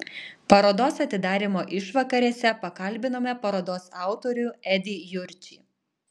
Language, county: Lithuanian, Alytus